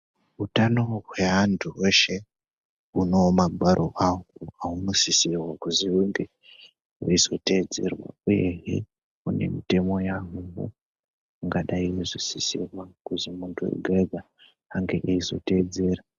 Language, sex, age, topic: Ndau, female, 18-24, health